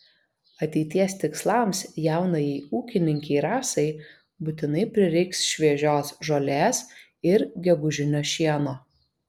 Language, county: Lithuanian, Vilnius